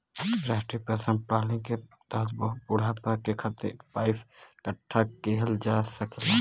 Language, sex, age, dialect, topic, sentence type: Bhojpuri, male, 18-24, Western, banking, statement